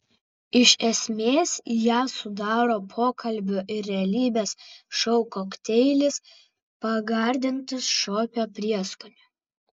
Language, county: Lithuanian, Vilnius